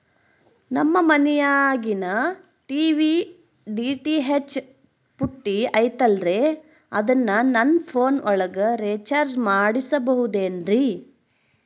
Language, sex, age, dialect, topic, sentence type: Kannada, female, 60-100, Central, banking, question